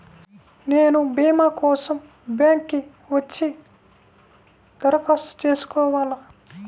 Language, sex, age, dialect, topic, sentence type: Telugu, female, 25-30, Central/Coastal, banking, question